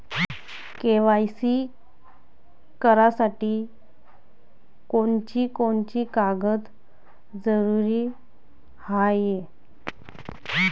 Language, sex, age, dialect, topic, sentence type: Marathi, female, 25-30, Varhadi, banking, question